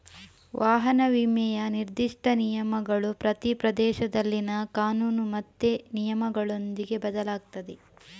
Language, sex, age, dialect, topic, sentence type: Kannada, female, 25-30, Coastal/Dakshin, banking, statement